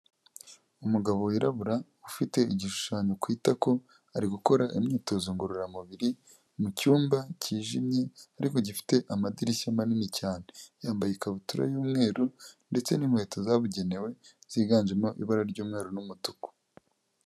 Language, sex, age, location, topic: Kinyarwanda, male, 25-35, Kigali, health